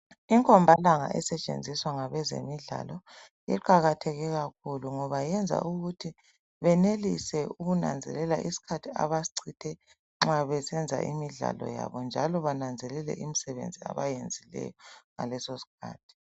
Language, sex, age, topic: North Ndebele, female, 25-35, health